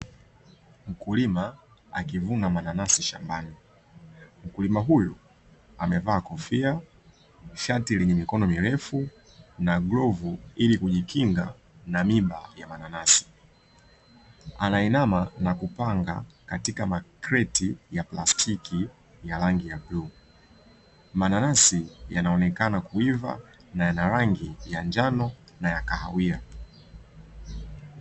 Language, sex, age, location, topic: Swahili, male, 25-35, Dar es Salaam, agriculture